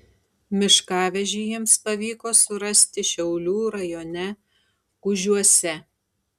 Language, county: Lithuanian, Tauragė